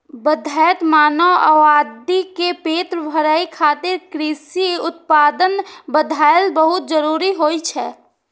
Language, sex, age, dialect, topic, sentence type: Maithili, female, 46-50, Eastern / Thethi, agriculture, statement